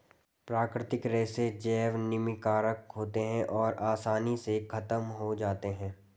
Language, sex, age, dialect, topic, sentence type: Hindi, male, 18-24, Garhwali, agriculture, statement